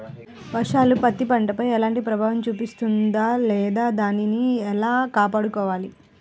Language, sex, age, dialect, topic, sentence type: Telugu, female, 18-24, Central/Coastal, agriculture, question